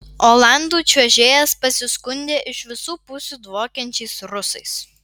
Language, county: Lithuanian, Vilnius